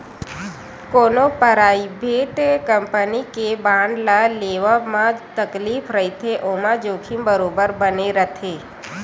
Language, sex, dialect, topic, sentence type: Chhattisgarhi, female, Western/Budati/Khatahi, banking, statement